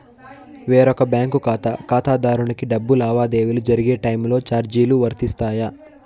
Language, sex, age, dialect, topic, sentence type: Telugu, male, 18-24, Southern, banking, question